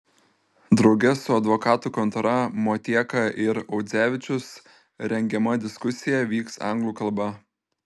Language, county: Lithuanian, Telšiai